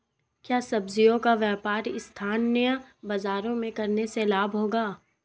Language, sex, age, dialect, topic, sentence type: Hindi, female, 18-24, Marwari Dhudhari, agriculture, question